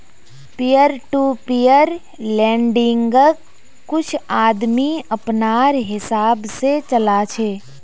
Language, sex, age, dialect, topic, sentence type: Magahi, female, 18-24, Northeastern/Surjapuri, banking, statement